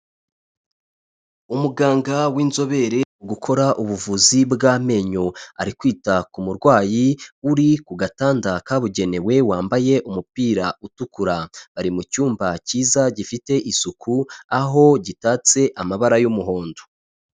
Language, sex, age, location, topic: Kinyarwanda, male, 25-35, Kigali, health